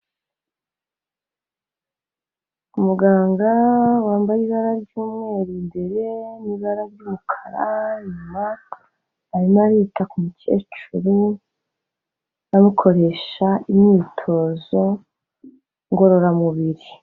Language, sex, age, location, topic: Kinyarwanda, female, 36-49, Kigali, health